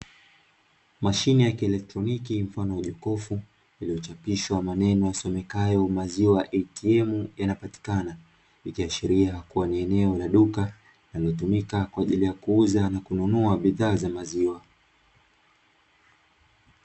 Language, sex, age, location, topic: Swahili, male, 25-35, Dar es Salaam, finance